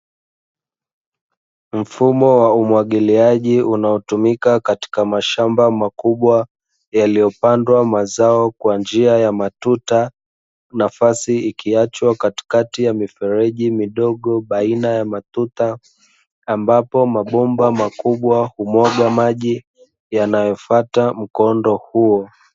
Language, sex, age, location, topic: Swahili, male, 25-35, Dar es Salaam, agriculture